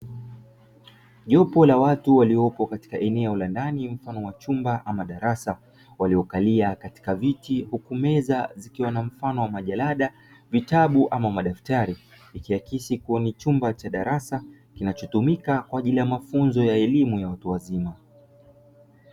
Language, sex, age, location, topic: Swahili, male, 25-35, Dar es Salaam, education